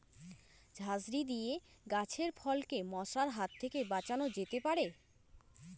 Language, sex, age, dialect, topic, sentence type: Bengali, female, 18-24, Rajbangshi, agriculture, question